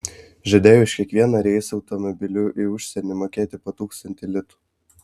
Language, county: Lithuanian, Vilnius